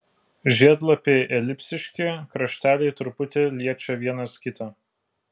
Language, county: Lithuanian, Vilnius